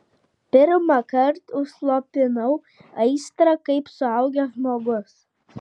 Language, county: Lithuanian, Vilnius